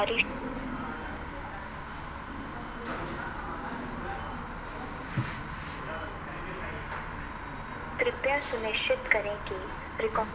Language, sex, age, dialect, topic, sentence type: Magahi, male, 25-30, Central/Standard, agriculture, statement